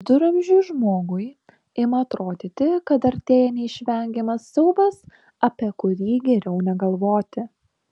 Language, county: Lithuanian, Šiauliai